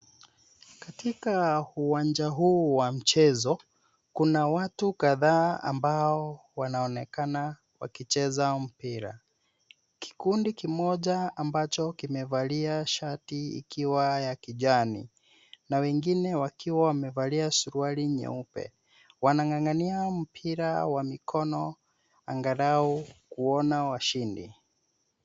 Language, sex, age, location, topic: Swahili, male, 36-49, Nairobi, education